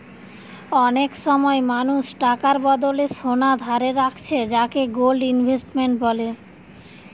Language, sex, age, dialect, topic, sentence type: Bengali, female, 25-30, Western, banking, statement